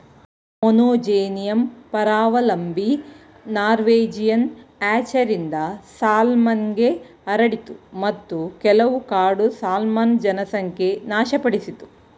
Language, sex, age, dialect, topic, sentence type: Kannada, female, 41-45, Mysore Kannada, agriculture, statement